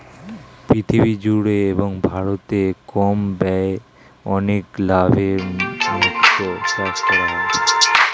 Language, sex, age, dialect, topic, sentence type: Bengali, male, 18-24, Standard Colloquial, agriculture, statement